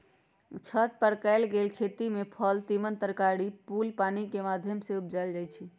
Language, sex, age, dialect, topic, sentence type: Magahi, female, 56-60, Western, agriculture, statement